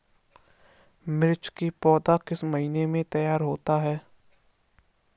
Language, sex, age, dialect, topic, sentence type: Hindi, male, 51-55, Kanauji Braj Bhasha, agriculture, question